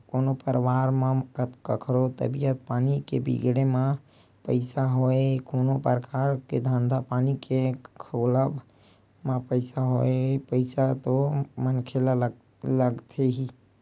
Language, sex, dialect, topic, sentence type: Chhattisgarhi, male, Western/Budati/Khatahi, banking, statement